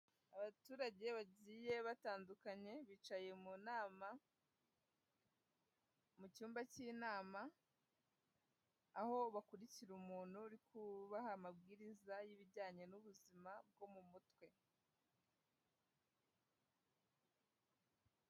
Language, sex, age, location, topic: Kinyarwanda, female, 18-24, Huye, health